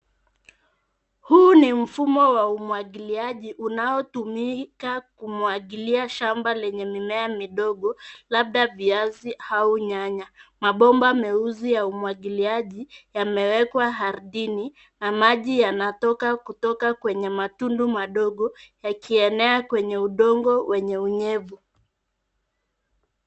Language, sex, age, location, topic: Swahili, female, 50+, Nairobi, agriculture